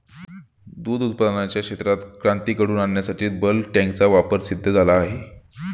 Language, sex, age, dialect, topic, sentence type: Marathi, male, 25-30, Standard Marathi, agriculture, statement